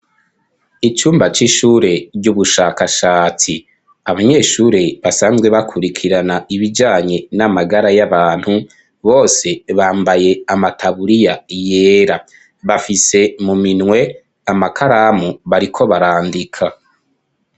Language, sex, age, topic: Rundi, male, 25-35, education